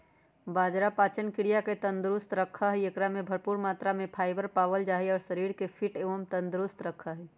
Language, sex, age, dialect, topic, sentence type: Magahi, female, 31-35, Western, agriculture, statement